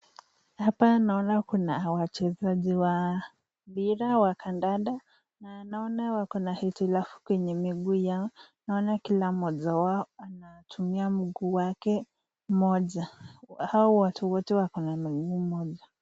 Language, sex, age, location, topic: Swahili, female, 50+, Nakuru, education